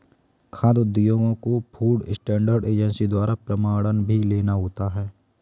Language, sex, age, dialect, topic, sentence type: Hindi, male, 25-30, Kanauji Braj Bhasha, agriculture, statement